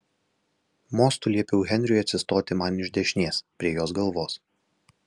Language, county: Lithuanian, Alytus